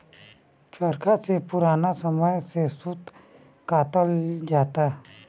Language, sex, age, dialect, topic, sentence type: Bhojpuri, male, 25-30, Northern, agriculture, statement